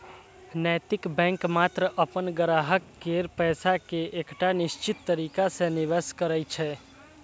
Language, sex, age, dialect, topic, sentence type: Maithili, male, 18-24, Eastern / Thethi, banking, statement